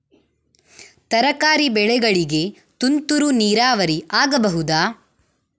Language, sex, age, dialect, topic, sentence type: Kannada, female, 25-30, Coastal/Dakshin, agriculture, question